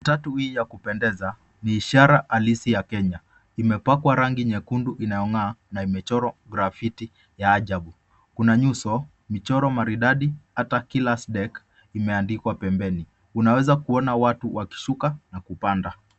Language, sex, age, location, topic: Swahili, male, 25-35, Nairobi, government